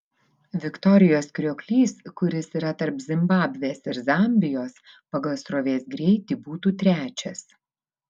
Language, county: Lithuanian, Vilnius